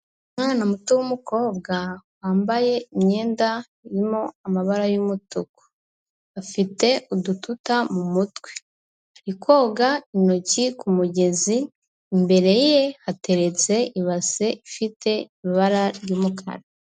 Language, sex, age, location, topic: Kinyarwanda, female, 25-35, Kigali, health